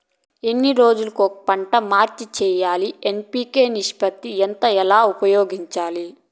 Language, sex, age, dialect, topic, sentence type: Telugu, female, 31-35, Southern, agriculture, question